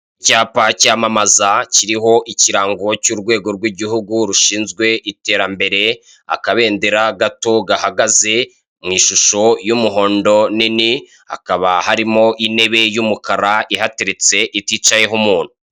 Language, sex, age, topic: Kinyarwanda, male, 36-49, government